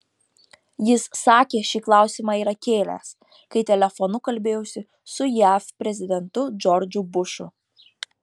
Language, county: Lithuanian, Marijampolė